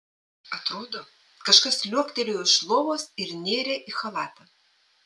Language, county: Lithuanian, Panevėžys